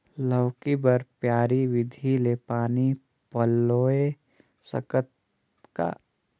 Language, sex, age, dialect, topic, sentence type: Chhattisgarhi, male, 18-24, Northern/Bhandar, agriculture, question